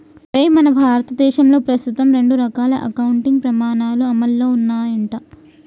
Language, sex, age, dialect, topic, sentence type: Telugu, female, 18-24, Telangana, banking, statement